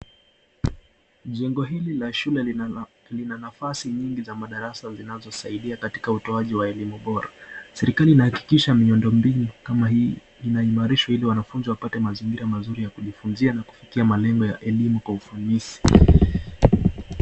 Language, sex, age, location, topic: Swahili, male, 25-35, Nakuru, education